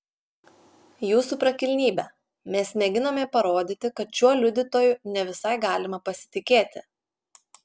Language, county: Lithuanian, Klaipėda